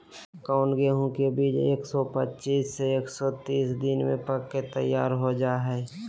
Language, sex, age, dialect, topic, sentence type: Magahi, male, 18-24, Southern, agriculture, question